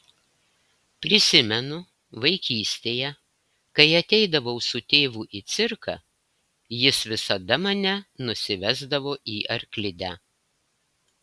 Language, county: Lithuanian, Klaipėda